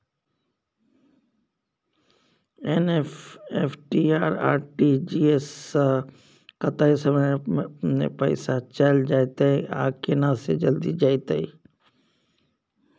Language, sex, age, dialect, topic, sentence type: Maithili, male, 41-45, Bajjika, banking, question